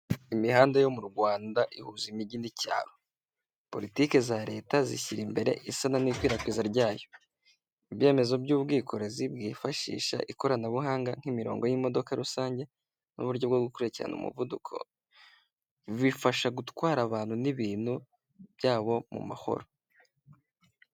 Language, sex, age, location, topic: Kinyarwanda, male, 18-24, Kigali, government